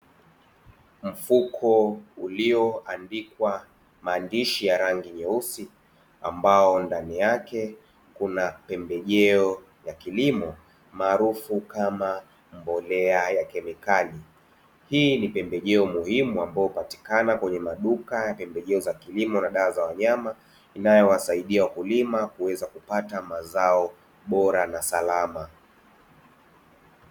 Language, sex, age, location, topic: Swahili, male, 25-35, Dar es Salaam, agriculture